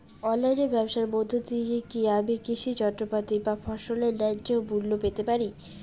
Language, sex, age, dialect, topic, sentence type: Bengali, female, 18-24, Rajbangshi, agriculture, question